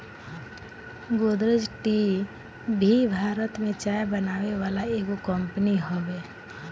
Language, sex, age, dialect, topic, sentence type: Bhojpuri, female, 25-30, Northern, agriculture, statement